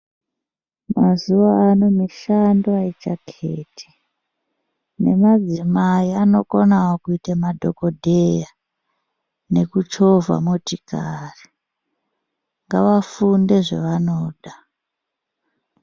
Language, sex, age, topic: Ndau, female, 36-49, health